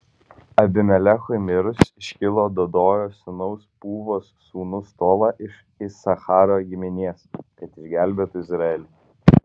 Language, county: Lithuanian, Kaunas